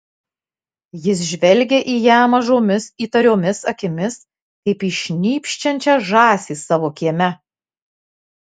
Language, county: Lithuanian, Marijampolė